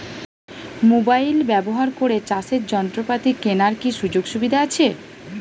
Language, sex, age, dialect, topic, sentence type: Bengali, female, 36-40, Standard Colloquial, agriculture, question